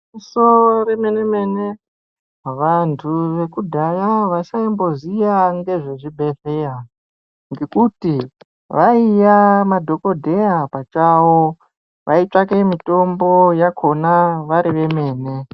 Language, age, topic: Ndau, 18-24, health